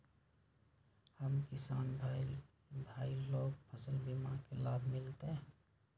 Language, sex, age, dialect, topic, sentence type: Magahi, male, 56-60, Western, agriculture, question